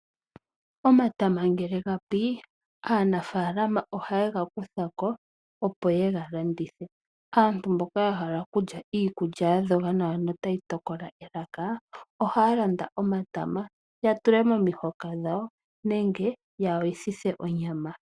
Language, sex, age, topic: Oshiwambo, female, 18-24, agriculture